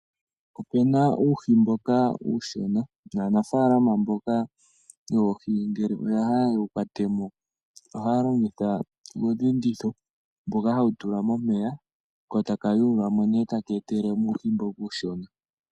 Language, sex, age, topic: Oshiwambo, male, 18-24, agriculture